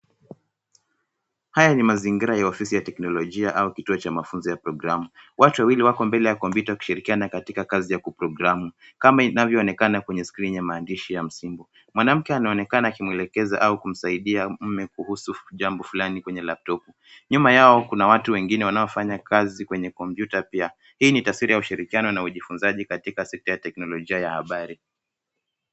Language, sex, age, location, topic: Swahili, male, 18-24, Nairobi, education